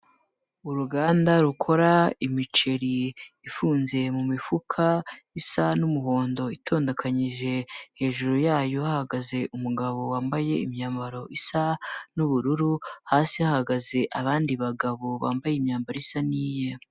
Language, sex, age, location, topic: Kinyarwanda, female, 18-24, Kigali, agriculture